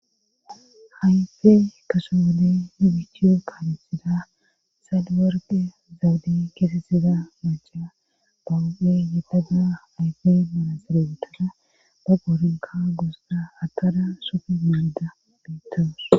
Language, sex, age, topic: Gamo, female, 25-35, government